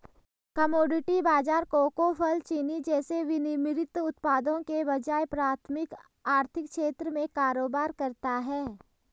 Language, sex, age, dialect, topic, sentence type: Hindi, female, 18-24, Garhwali, banking, statement